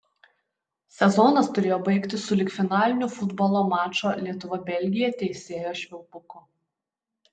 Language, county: Lithuanian, Utena